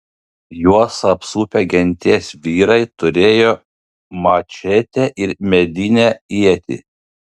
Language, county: Lithuanian, Panevėžys